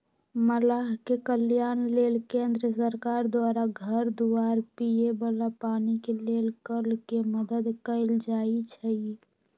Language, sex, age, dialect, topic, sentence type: Magahi, female, 41-45, Western, agriculture, statement